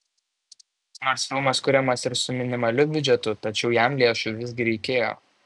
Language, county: Lithuanian, Šiauliai